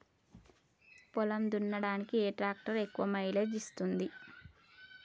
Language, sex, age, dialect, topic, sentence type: Telugu, female, 41-45, Telangana, agriculture, question